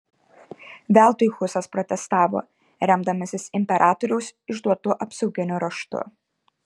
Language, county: Lithuanian, Kaunas